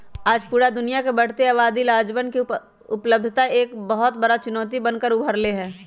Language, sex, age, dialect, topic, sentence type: Magahi, female, 25-30, Western, agriculture, statement